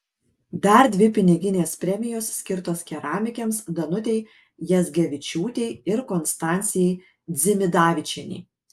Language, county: Lithuanian, Kaunas